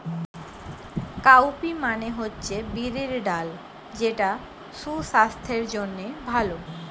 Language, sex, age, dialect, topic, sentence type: Bengali, female, 25-30, Western, agriculture, statement